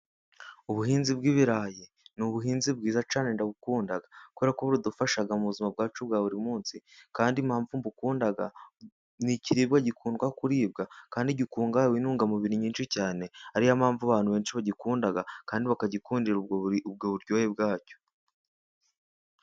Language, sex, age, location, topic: Kinyarwanda, male, 18-24, Musanze, agriculture